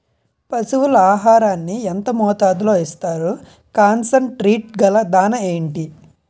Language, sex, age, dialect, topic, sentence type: Telugu, male, 25-30, Utterandhra, agriculture, question